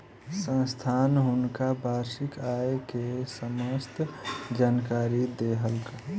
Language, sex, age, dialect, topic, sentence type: Maithili, female, 18-24, Southern/Standard, banking, statement